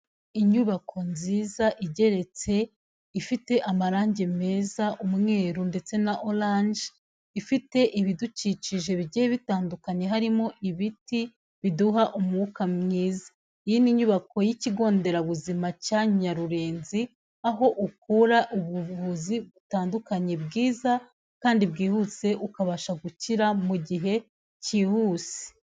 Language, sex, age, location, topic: Kinyarwanda, female, 18-24, Kigali, health